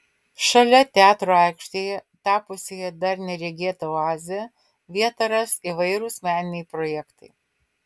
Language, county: Lithuanian, Vilnius